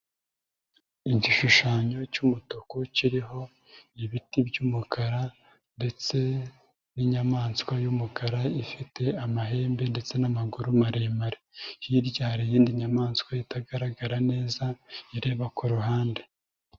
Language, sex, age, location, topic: Kinyarwanda, female, 25-35, Nyagatare, education